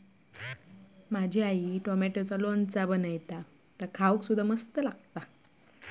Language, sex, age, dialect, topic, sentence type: Marathi, female, 25-30, Southern Konkan, agriculture, statement